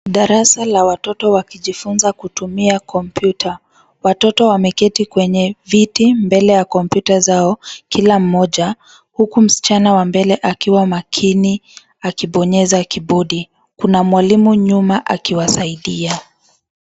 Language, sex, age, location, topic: Swahili, female, 25-35, Nairobi, education